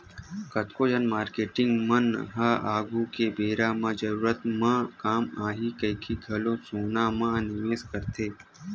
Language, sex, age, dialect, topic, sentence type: Chhattisgarhi, male, 25-30, Western/Budati/Khatahi, banking, statement